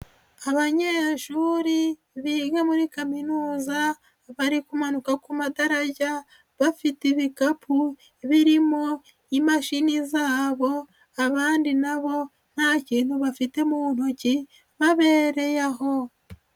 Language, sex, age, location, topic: Kinyarwanda, female, 25-35, Nyagatare, education